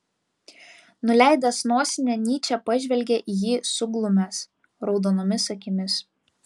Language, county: Lithuanian, Vilnius